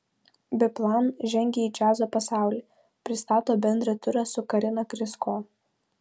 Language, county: Lithuanian, Utena